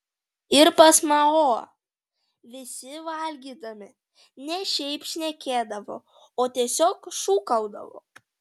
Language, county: Lithuanian, Vilnius